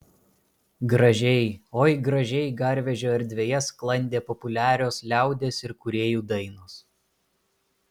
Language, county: Lithuanian, Kaunas